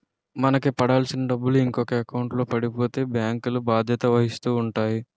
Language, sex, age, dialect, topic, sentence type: Telugu, male, 46-50, Utterandhra, banking, statement